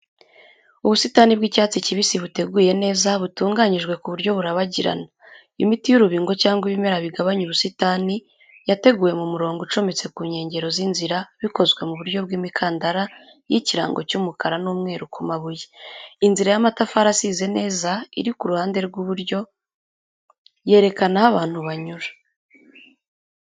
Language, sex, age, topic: Kinyarwanda, female, 25-35, education